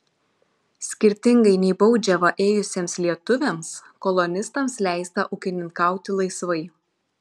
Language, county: Lithuanian, Šiauliai